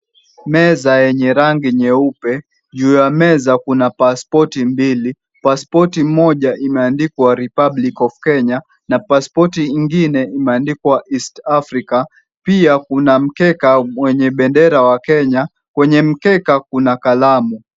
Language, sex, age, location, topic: Swahili, male, 18-24, Kisumu, government